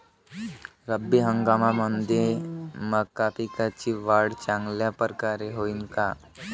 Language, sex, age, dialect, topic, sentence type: Marathi, male, <18, Varhadi, agriculture, question